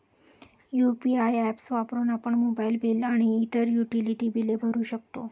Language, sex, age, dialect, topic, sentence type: Marathi, female, 31-35, Standard Marathi, banking, statement